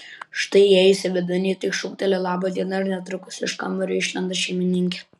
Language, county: Lithuanian, Kaunas